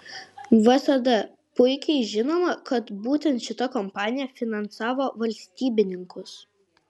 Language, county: Lithuanian, Kaunas